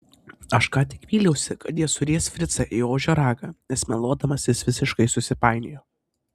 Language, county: Lithuanian, Panevėžys